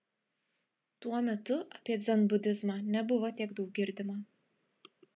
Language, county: Lithuanian, Klaipėda